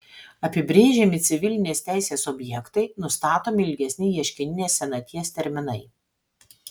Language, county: Lithuanian, Vilnius